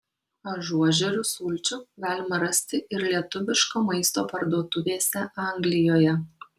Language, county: Lithuanian, Kaunas